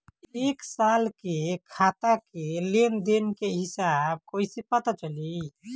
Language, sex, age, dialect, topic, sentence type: Bhojpuri, male, 18-24, Northern, banking, question